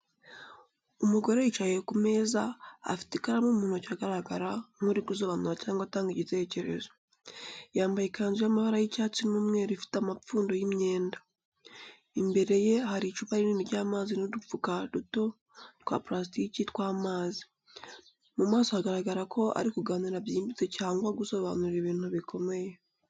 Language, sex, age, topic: Kinyarwanda, female, 18-24, education